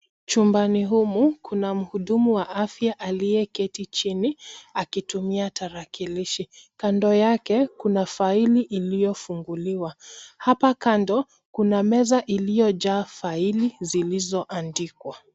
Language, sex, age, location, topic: Swahili, female, 25-35, Nairobi, health